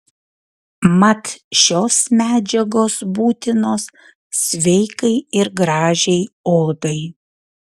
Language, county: Lithuanian, Utena